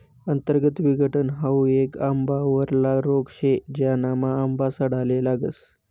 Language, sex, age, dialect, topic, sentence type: Marathi, male, 25-30, Northern Konkan, agriculture, statement